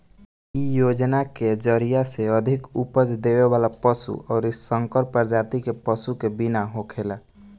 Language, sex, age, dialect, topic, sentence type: Bhojpuri, male, <18, Northern, agriculture, statement